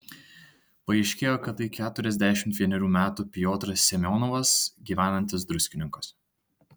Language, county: Lithuanian, Tauragė